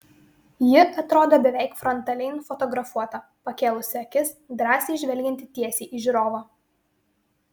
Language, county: Lithuanian, Vilnius